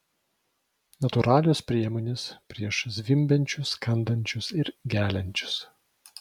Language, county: Lithuanian, Vilnius